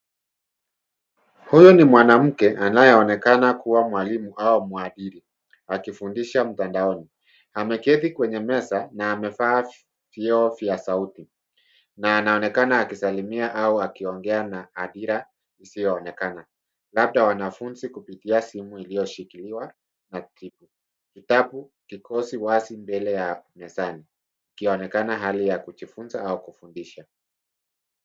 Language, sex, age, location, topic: Swahili, male, 50+, Nairobi, education